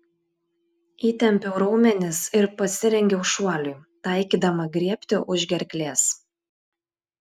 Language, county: Lithuanian, Klaipėda